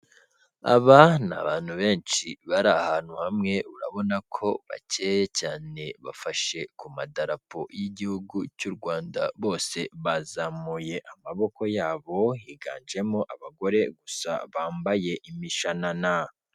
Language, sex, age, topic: Kinyarwanda, female, 36-49, government